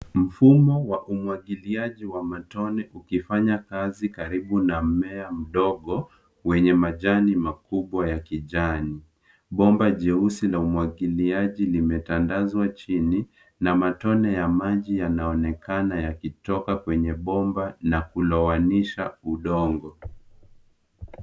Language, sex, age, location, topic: Swahili, male, 18-24, Nairobi, agriculture